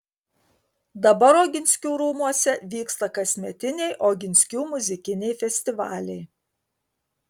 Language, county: Lithuanian, Kaunas